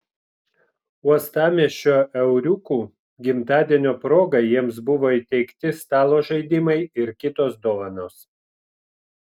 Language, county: Lithuanian, Vilnius